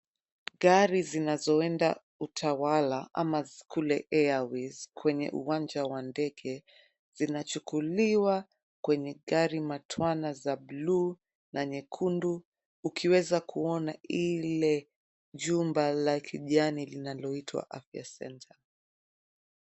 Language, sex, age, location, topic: Swahili, female, 25-35, Nairobi, government